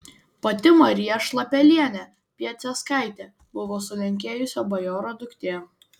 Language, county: Lithuanian, Vilnius